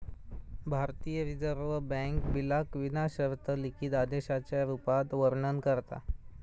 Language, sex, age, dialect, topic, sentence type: Marathi, male, 25-30, Southern Konkan, banking, statement